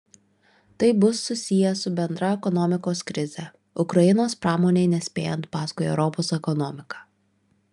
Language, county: Lithuanian, Vilnius